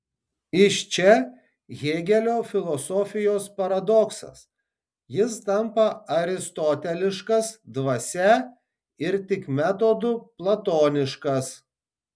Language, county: Lithuanian, Tauragė